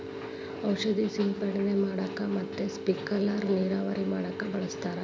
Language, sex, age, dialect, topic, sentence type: Kannada, female, 36-40, Dharwad Kannada, agriculture, statement